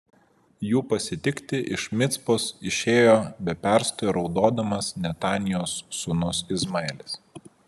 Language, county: Lithuanian, Vilnius